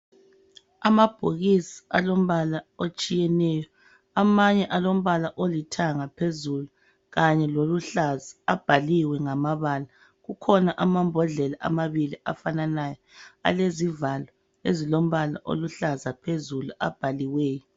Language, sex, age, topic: North Ndebele, female, 25-35, health